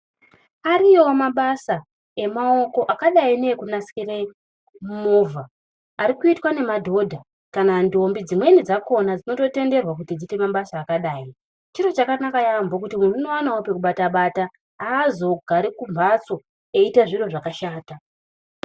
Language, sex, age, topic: Ndau, male, 25-35, education